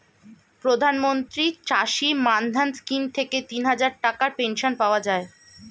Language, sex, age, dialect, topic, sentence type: Bengali, male, 25-30, Standard Colloquial, agriculture, statement